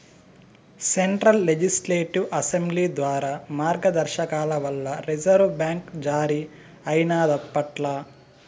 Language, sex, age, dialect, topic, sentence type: Telugu, male, 25-30, Southern, banking, statement